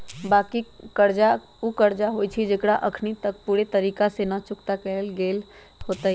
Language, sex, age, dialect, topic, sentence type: Magahi, female, 25-30, Western, banking, statement